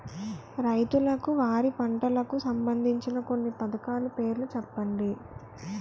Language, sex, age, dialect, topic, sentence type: Telugu, female, 18-24, Utterandhra, agriculture, question